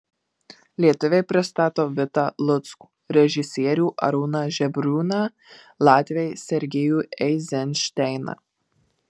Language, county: Lithuanian, Marijampolė